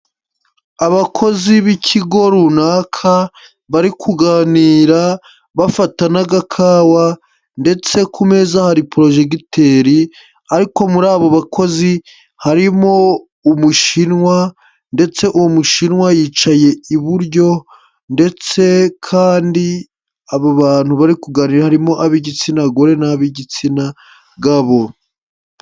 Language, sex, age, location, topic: Kinyarwanda, male, 18-24, Huye, health